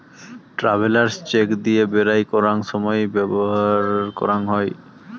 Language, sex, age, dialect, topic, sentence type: Bengali, male, 18-24, Rajbangshi, banking, statement